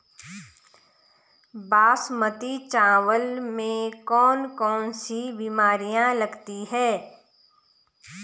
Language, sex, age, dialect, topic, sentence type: Hindi, female, 36-40, Garhwali, agriculture, question